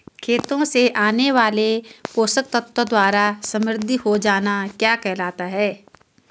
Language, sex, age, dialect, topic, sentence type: Hindi, female, 25-30, Hindustani Malvi Khadi Boli, agriculture, question